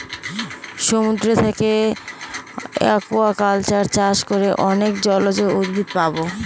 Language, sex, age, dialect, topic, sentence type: Bengali, female, 18-24, Northern/Varendri, agriculture, statement